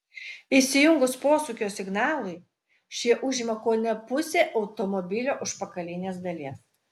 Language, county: Lithuanian, Utena